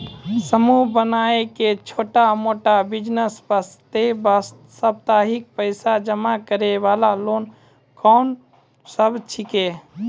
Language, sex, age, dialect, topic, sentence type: Maithili, male, 25-30, Angika, banking, question